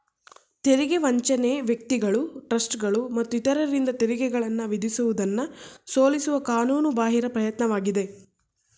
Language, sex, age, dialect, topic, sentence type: Kannada, female, 18-24, Mysore Kannada, banking, statement